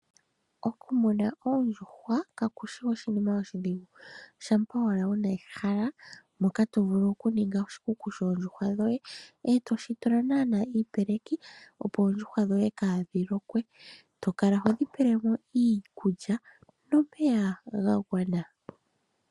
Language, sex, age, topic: Oshiwambo, female, 25-35, agriculture